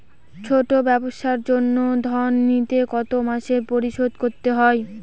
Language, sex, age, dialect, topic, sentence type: Bengali, female, 60-100, Northern/Varendri, banking, question